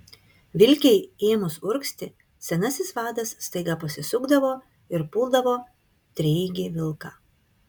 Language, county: Lithuanian, Kaunas